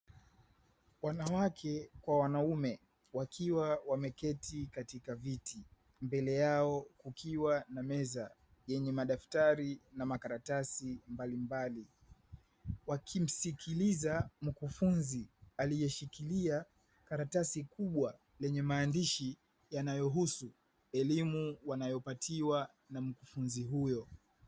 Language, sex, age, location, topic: Swahili, male, 25-35, Dar es Salaam, education